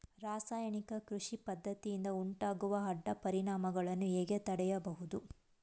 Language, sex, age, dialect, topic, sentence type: Kannada, female, 25-30, Mysore Kannada, agriculture, question